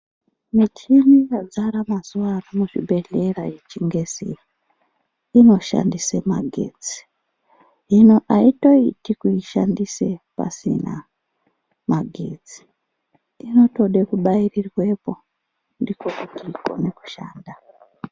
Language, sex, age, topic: Ndau, female, 36-49, health